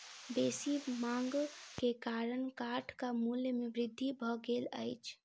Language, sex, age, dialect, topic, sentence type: Maithili, female, 25-30, Southern/Standard, agriculture, statement